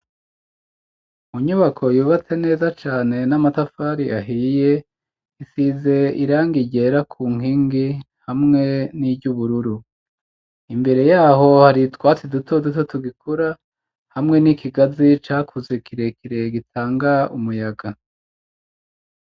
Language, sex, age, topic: Rundi, male, 36-49, education